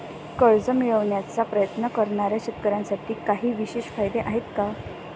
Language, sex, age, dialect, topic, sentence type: Marathi, male, 18-24, Standard Marathi, agriculture, statement